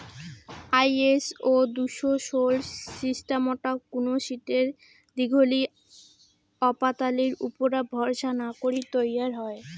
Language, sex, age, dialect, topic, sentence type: Bengali, female, 18-24, Rajbangshi, agriculture, statement